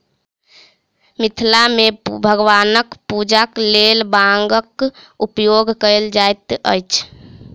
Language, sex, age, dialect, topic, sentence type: Maithili, female, 18-24, Southern/Standard, agriculture, statement